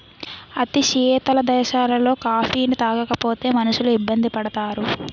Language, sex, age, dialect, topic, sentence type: Telugu, female, 18-24, Utterandhra, agriculture, statement